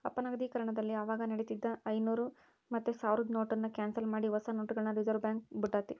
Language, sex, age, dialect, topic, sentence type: Kannada, female, 41-45, Central, banking, statement